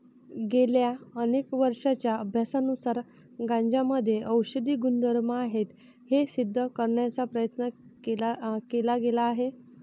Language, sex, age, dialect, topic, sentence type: Marathi, female, 46-50, Varhadi, agriculture, statement